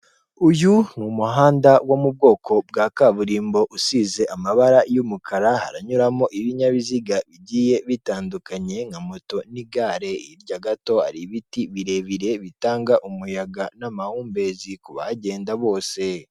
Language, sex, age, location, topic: Kinyarwanda, female, 18-24, Kigali, finance